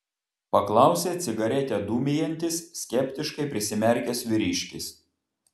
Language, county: Lithuanian, Vilnius